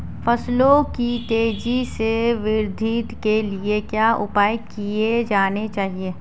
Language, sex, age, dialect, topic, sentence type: Hindi, female, 18-24, Marwari Dhudhari, agriculture, question